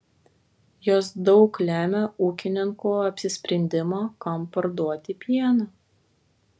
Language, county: Lithuanian, Vilnius